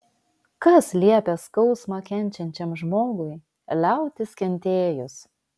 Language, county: Lithuanian, Vilnius